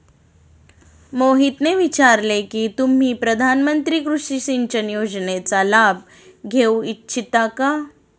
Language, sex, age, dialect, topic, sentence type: Marathi, female, 36-40, Standard Marathi, agriculture, statement